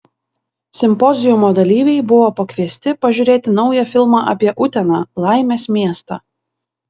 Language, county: Lithuanian, Vilnius